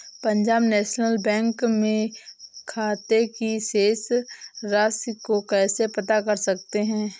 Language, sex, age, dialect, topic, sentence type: Hindi, female, 18-24, Awadhi Bundeli, banking, question